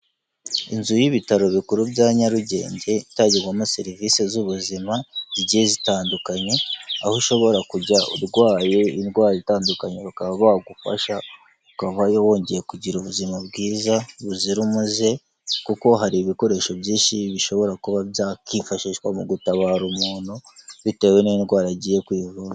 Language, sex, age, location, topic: Kinyarwanda, male, 18-24, Kigali, health